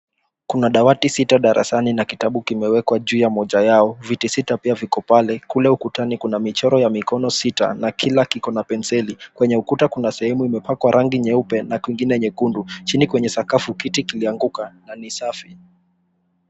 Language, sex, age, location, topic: Swahili, male, 18-24, Nakuru, education